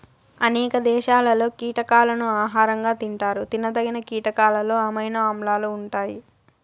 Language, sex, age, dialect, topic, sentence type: Telugu, female, 25-30, Southern, agriculture, statement